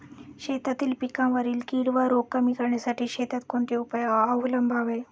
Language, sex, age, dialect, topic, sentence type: Marathi, female, 31-35, Standard Marathi, agriculture, question